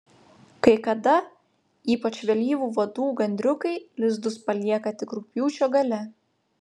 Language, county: Lithuanian, Panevėžys